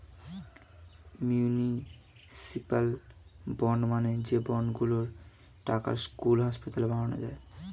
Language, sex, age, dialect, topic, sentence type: Bengali, male, 18-24, Standard Colloquial, banking, statement